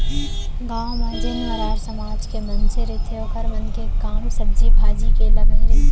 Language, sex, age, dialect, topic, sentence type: Chhattisgarhi, female, 56-60, Central, banking, statement